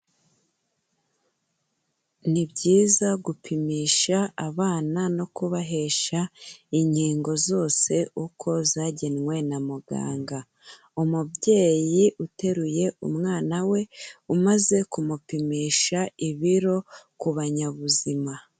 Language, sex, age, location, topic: Kinyarwanda, female, 18-24, Kigali, health